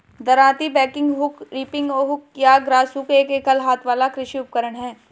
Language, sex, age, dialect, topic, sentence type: Hindi, male, 31-35, Hindustani Malvi Khadi Boli, agriculture, statement